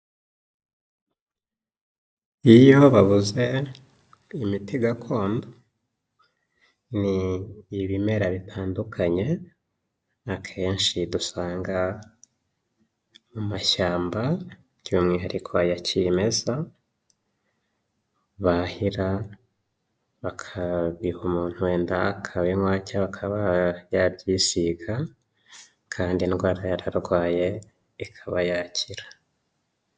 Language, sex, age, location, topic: Kinyarwanda, male, 25-35, Huye, health